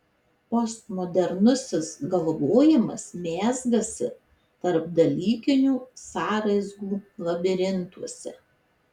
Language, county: Lithuanian, Marijampolė